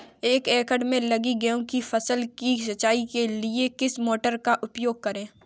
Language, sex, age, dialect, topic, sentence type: Hindi, female, 46-50, Kanauji Braj Bhasha, agriculture, question